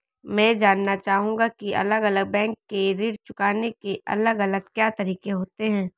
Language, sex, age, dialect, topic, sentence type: Hindi, female, 18-24, Marwari Dhudhari, banking, question